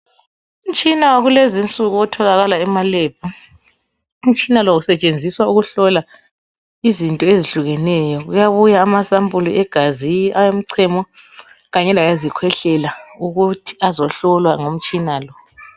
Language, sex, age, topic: North Ndebele, male, 36-49, health